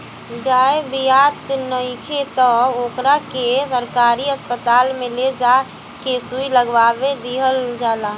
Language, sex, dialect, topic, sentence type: Bhojpuri, female, Southern / Standard, agriculture, statement